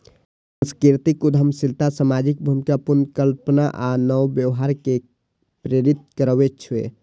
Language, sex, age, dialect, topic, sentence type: Maithili, male, 18-24, Eastern / Thethi, banking, statement